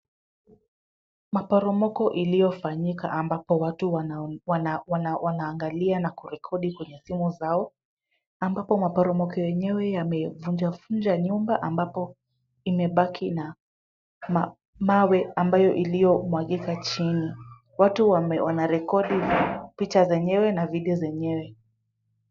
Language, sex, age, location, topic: Swahili, female, 25-35, Kisumu, health